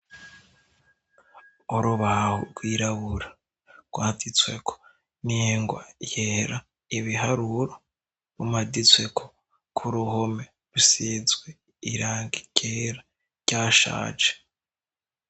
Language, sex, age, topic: Rundi, male, 18-24, education